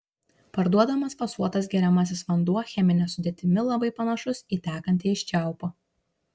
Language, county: Lithuanian, Šiauliai